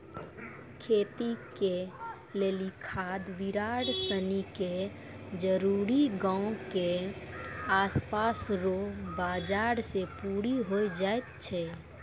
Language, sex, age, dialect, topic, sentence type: Maithili, female, 56-60, Angika, agriculture, statement